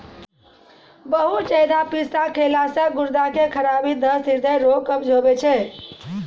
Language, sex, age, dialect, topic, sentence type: Maithili, female, 31-35, Angika, agriculture, statement